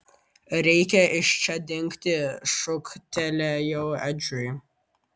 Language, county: Lithuanian, Vilnius